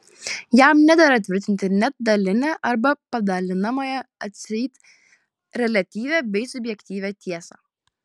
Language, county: Lithuanian, Klaipėda